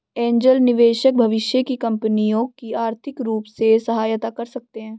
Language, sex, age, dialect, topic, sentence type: Hindi, female, 18-24, Marwari Dhudhari, banking, statement